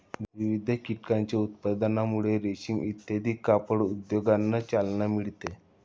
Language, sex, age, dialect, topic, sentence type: Marathi, male, 25-30, Standard Marathi, agriculture, statement